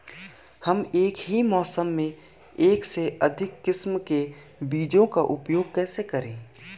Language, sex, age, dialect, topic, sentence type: Hindi, male, 18-24, Garhwali, agriculture, question